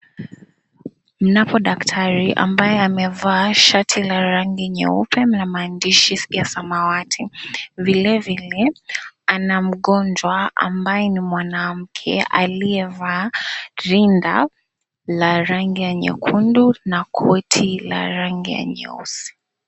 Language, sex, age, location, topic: Swahili, female, 25-35, Mombasa, health